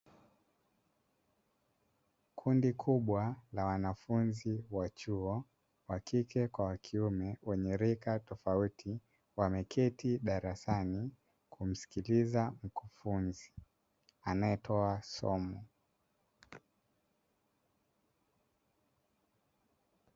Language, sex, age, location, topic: Swahili, male, 25-35, Dar es Salaam, education